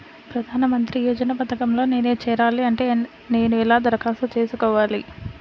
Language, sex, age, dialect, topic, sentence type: Telugu, female, 60-100, Central/Coastal, banking, question